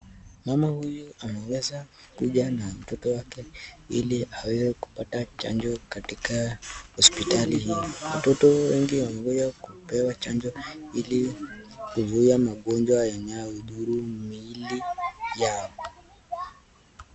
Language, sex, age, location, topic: Swahili, male, 18-24, Nakuru, health